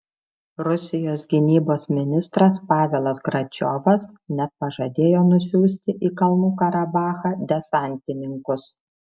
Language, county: Lithuanian, Šiauliai